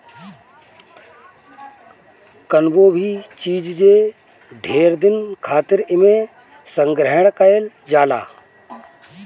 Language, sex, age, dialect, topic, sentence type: Bhojpuri, male, 36-40, Northern, agriculture, statement